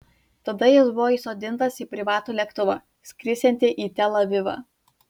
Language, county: Lithuanian, Vilnius